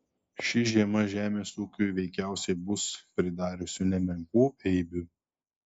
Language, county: Lithuanian, Telšiai